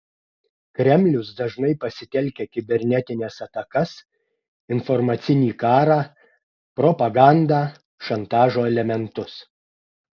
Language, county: Lithuanian, Klaipėda